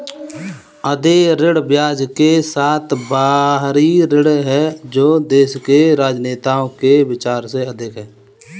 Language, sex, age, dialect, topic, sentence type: Hindi, male, 18-24, Kanauji Braj Bhasha, banking, statement